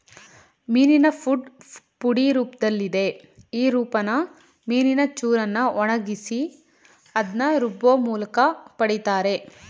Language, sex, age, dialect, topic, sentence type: Kannada, female, 25-30, Mysore Kannada, agriculture, statement